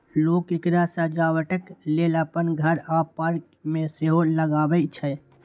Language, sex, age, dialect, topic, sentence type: Maithili, male, 18-24, Eastern / Thethi, agriculture, statement